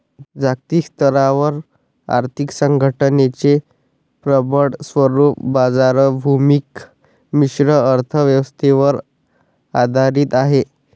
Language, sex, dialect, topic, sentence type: Marathi, male, Varhadi, banking, statement